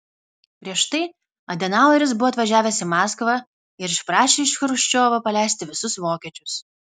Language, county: Lithuanian, Kaunas